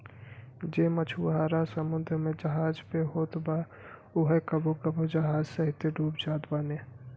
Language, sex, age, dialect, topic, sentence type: Bhojpuri, male, 18-24, Western, agriculture, statement